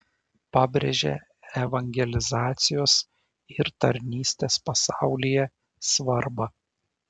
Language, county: Lithuanian, Šiauliai